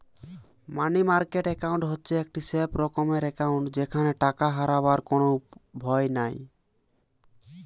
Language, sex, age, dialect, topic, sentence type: Bengali, male, 18-24, Western, banking, statement